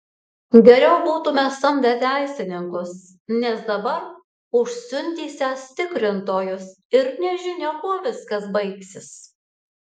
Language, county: Lithuanian, Alytus